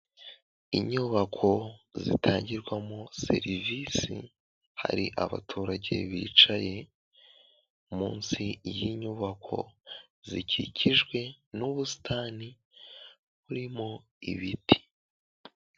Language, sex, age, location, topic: Kinyarwanda, male, 18-24, Kigali, government